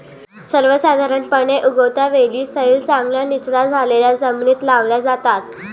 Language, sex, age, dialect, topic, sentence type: Marathi, female, 25-30, Varhadi, agriculture, statement